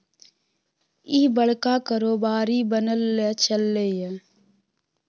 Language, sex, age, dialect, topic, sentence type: Maithili, female, 18-24, Bajjika, banking, statement